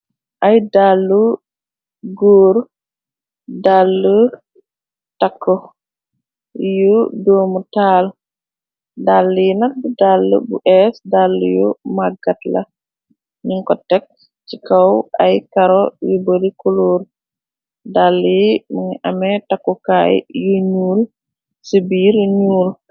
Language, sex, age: Wolof, female, 36-49